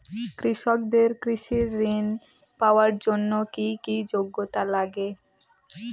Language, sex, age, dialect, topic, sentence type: Bengali, female, 18-24, Rajbangshi, agriculture, question